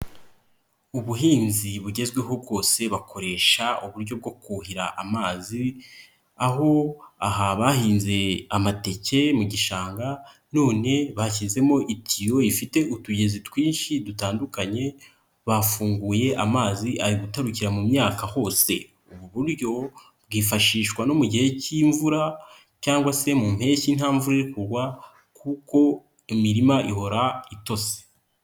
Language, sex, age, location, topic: Kinyarwanda, male, 25-35, Nyagatare, agriculture